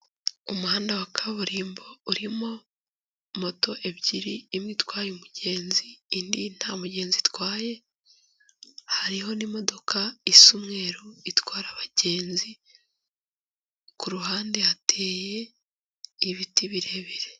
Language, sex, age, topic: Kinyarwanda, female, 18-24, government